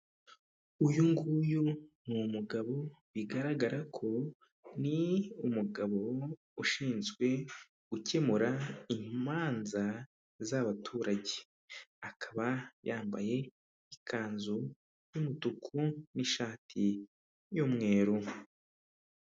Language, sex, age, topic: Kinyarwanda, male, 25-35, government